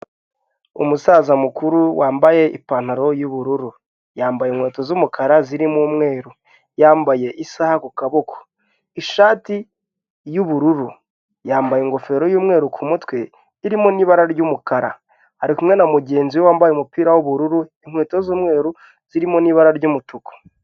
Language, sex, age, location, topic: Kinyarwanda, male, 25-35, Kigali, health